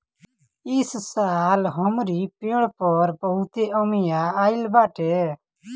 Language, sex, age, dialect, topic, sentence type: Bhojpuri, male, 18-24, Northern, agriculture, statement